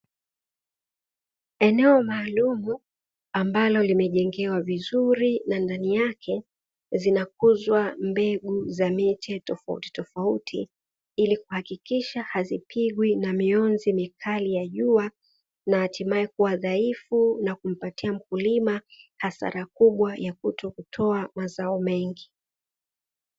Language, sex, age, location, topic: Swahili, female, 36-49, Dar es Salaam, agriculture